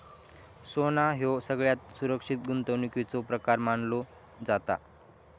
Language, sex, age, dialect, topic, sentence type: Marathi, male, 41-45, Southern Konkan, banking, statement